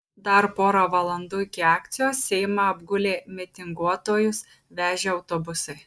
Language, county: Lithuanian, Kaunas